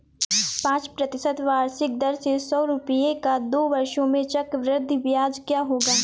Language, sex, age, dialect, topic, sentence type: Hindi, female, 18-24, Awadhi Bundeli, banking, statement